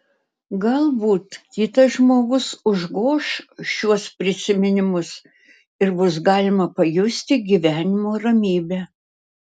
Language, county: Lithuanian, Utena